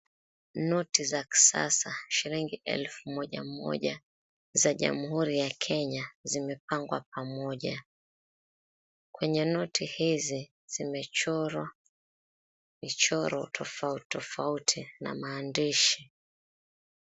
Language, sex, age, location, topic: Swahili, female, 25-35, Mombasa, finance